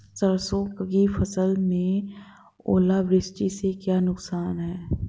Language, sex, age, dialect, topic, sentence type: Hindi, female, 25-30, Marwari Dhudhari, agriculture, question